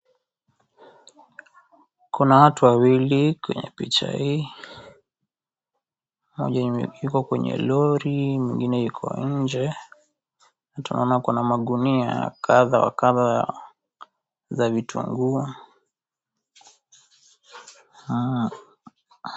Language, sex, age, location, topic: Swahili, female, 25-35, Kisii, finance